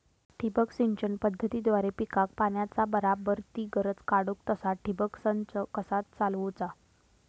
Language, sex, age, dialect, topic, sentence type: Marathi, female, 18-24, Southern Konkan, agriculture, question